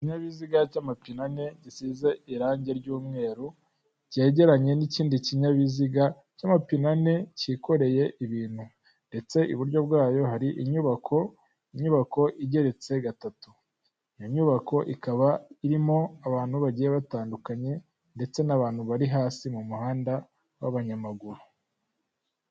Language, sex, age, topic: Kinyarwanda, male, 18-24, government